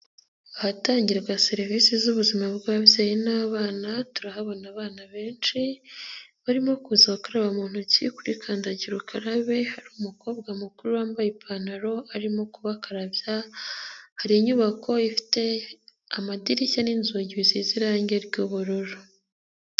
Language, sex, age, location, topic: Kinyarwanda, female, 18-24, Nyagatare, health